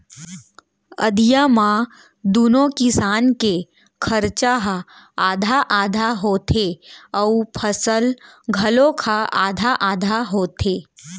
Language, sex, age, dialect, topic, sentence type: Chhattisgarhi, female, 60-100, Central, agriculture, statement